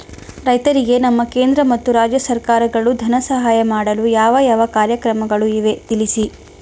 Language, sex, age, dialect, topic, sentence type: Kannada, female, 18-24, Mysore Kannada, agriculture, question